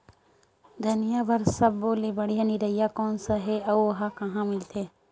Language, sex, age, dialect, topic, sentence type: Chhattisgarhi, female, 51-55, Western/Budati/Khatahi, agriculture, question